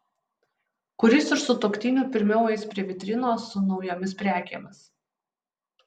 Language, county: Lithuanian, Utena